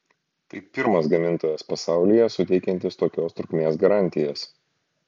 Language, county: Lithuanian, Šiauliai